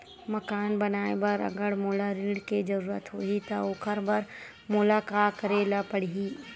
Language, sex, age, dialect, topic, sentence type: Chhattisgarhi, female, 51-55, Western/Budati/Khatahi, banking, question